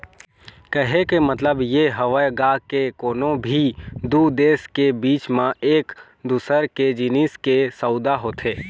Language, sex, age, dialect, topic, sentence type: Chhattisgarhi, male, 25-30, Eastern, banking, statement